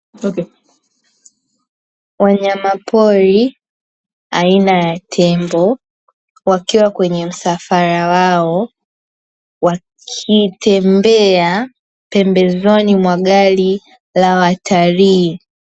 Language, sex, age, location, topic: Swahili, female, 18-24, Dar es Salaam, agriculture